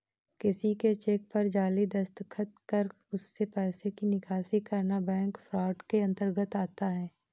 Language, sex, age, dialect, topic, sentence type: Hindi, female, 18-24, Awadhi Bundeli, banking, statement